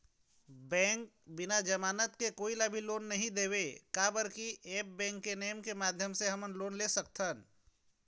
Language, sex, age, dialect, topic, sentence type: Chhattisgarhi, female, 46-50, Eastern, banking, question